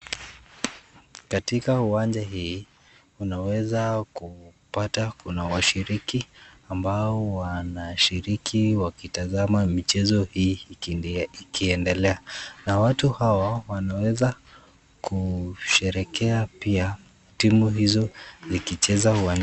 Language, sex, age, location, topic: Swahili, male, 36-49, Nakuru, government